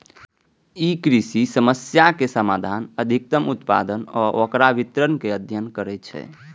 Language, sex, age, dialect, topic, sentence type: Maithili, male, 18-24, Eastern / Thethi, banking, statement